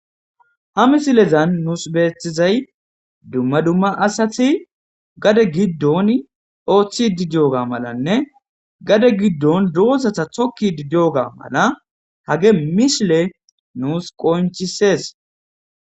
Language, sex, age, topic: Gamo, male, 18-24, agriculture